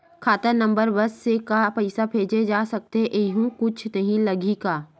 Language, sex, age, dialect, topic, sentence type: Chhattisgarhi, female, 31-35, Western/Budati/Khatahi, banking, question